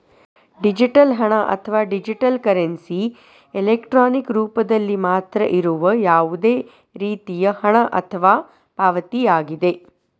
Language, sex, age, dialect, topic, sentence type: Kannada, female, 36-40, Dharwad Kannada, banking, statement